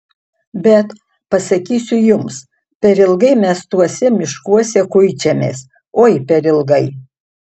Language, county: Lithuanian, Utena